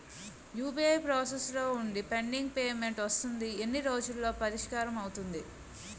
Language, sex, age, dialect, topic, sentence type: Telugu, female, 31-35, Utterandhra, banking, question